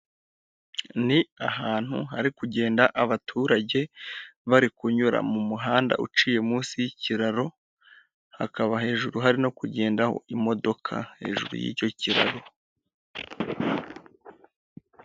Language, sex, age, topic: Kinyarwanda, male, 18-24, government